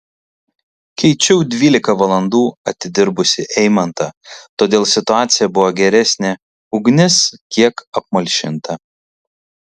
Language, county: Lithuanian, Kaunas